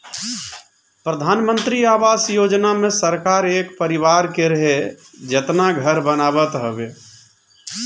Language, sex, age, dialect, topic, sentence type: Bhojpuri, male, 41-45, Northern, banking, statement